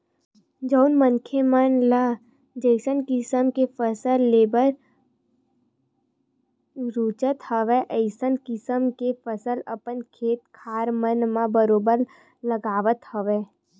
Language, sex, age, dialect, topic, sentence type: Chhattisgarhi, female, 18-24, Western/Budati/Khatahi, agriculture, statement